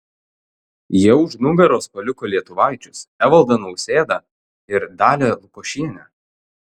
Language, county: Lithuanian, Telšiai